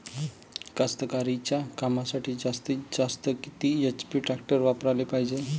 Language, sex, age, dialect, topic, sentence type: Marathi, male, 25-30, Varhadi, agriculture, question